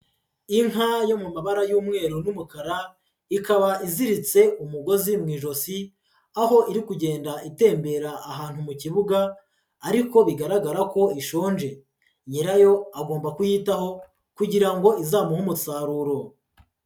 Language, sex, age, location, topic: Kinyarwanda, male, 36-49, Huye, agriculture